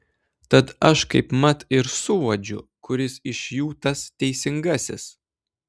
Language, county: Lithuanian, Klaipėda